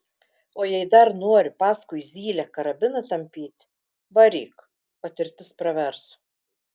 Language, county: Lithuanian, Telšiai